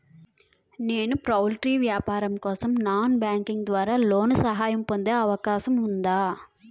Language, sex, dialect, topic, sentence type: Telugu, female, Utterandhra, banking, question